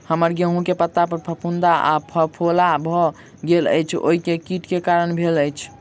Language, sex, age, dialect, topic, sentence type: Maithili, male, 36-40, Southern/Standard, agriculture, question